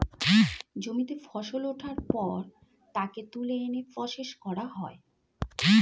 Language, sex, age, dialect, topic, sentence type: Bengali, female, 41-45, Standard Colloquial, agriculture, statement